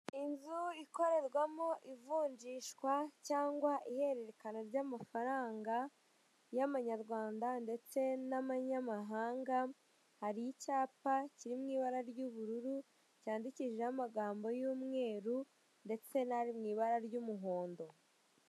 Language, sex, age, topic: Kinyarwanda, female, 18-24, finance